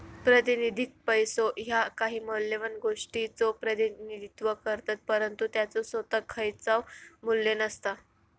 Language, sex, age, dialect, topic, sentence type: Marathi, female, 31-35, Southern Konkan, banking, statement